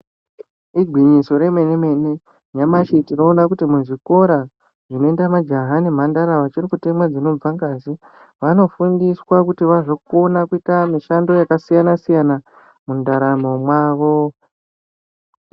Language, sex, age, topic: Ndau, male, 25-35, education